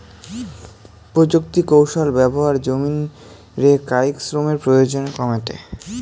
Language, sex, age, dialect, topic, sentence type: Bengali, male, 18-24, Rajbangshi, agriculture, statement